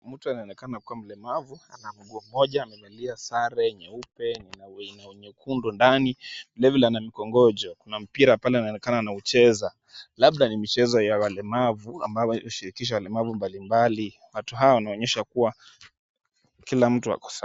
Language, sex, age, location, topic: Swahili, male, 25-35, Kisumu, education